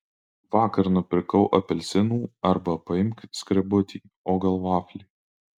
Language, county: Lithuanian, Alytus